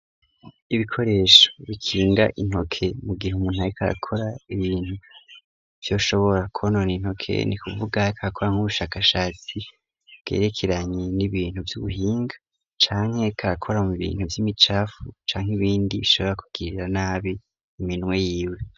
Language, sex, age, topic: Rundi, male, 18-24, education